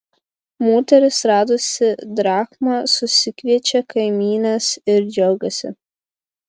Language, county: Lithuanian, Marijampolė